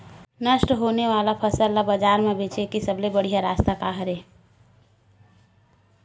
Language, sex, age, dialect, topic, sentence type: Chhattisgarhi, female, 51-55, Western/Budati/Khatahi, agriculture, statement